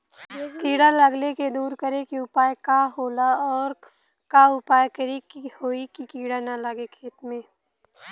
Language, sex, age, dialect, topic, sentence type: Bhojpuri, female, 18-24, Western, agriculture, question